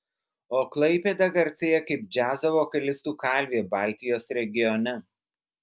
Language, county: Lithuanian, Alytus